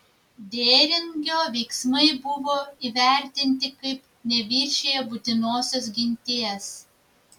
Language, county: Lithuanian, Vilnius